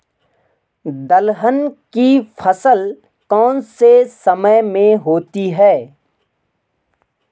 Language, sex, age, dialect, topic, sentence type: Hindi, male, 18-24, Garhwali, agriculture, question